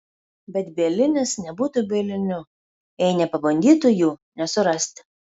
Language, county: Lithuanian, Kaunas